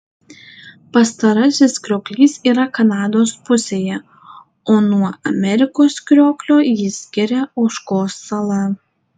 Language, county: Lithuanian, Tauragė